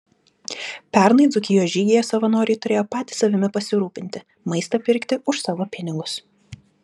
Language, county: Lithuanian, Klaipėda